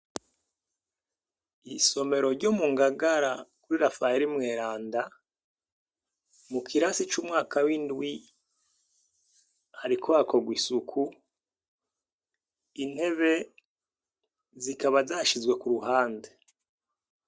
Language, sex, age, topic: Rundi, male, 36-49, education